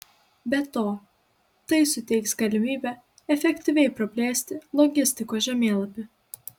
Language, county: Lithuanian, Klaipėda